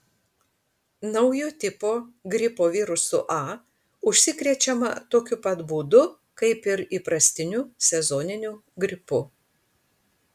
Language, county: Lithuanian, Panevėžys